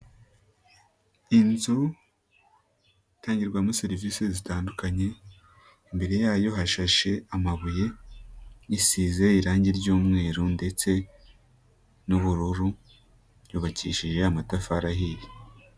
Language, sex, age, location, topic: Kinyarwanda, female, 18-24, Nyagatare, government